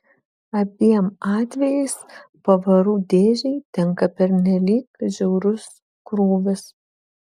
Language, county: Lithuanian, Vilnius